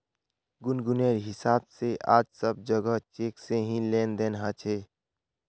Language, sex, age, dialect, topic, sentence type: Magahi, male, 25-30, Northeastern/Surjapuri, banking, statement